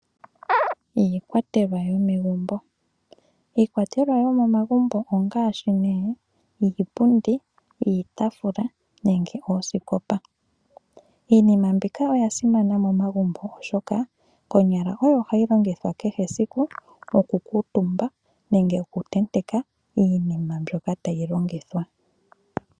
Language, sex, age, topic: Oshiwambo, female, 18-24, finance